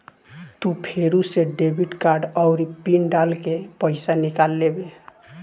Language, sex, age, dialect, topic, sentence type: Bhojpuri, male, 18-24, Southern / Standard, banking, statement